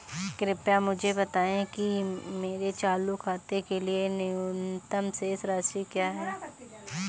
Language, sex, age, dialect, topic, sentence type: Hindi, female, 18-24, Awadhi Bundeli, banking, statement